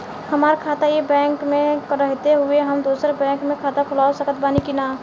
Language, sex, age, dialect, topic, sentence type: Bhojpuri, female, 18-24, Southern / Standard, banking, question